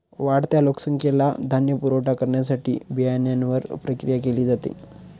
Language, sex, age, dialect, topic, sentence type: Marathi, male, 25-30, Standard Marathi, agriculture, statement